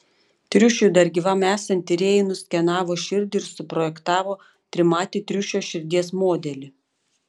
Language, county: Lithuanian, Panevėžys